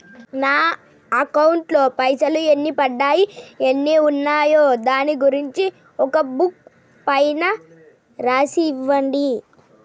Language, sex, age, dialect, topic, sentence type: Telugu, female, 31-35, Telangana, banking, question